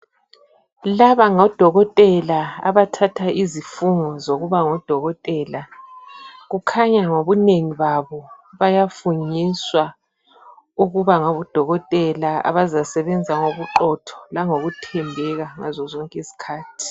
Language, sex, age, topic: North Ndebele, female, 36-49, health